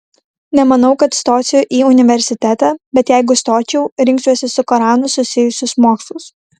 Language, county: Lithuanian, Kaunas